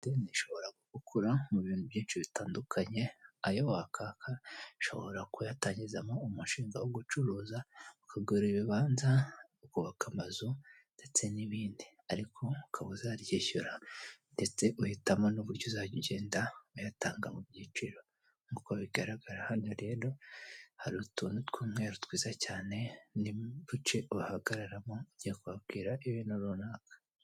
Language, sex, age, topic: Kinyarwanda, female, 18-24, finance